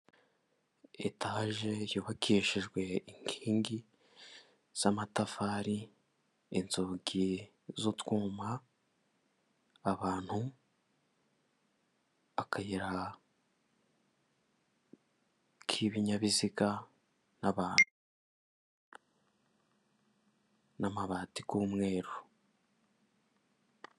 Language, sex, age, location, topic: Kinyarwanda, male, 18-24, Musanze, finance